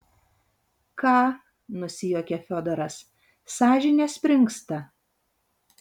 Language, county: Lithuanian, Vilnius